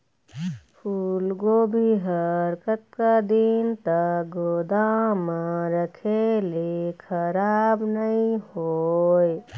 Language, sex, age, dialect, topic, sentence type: Chhattisgarhi, female, 36-40, Eastern, agriculture, question